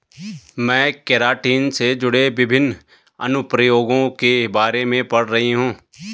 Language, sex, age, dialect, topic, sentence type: Hindi, male, 36-40, Garhwali, agriculture, statement